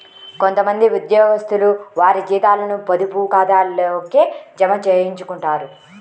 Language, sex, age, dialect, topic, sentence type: Telugu, female, 18-24, Central/Coastal, banking, statement